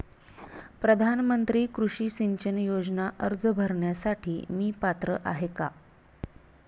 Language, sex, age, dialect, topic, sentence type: Marathi, female, 31-35, Standard Marathi, agriculture, question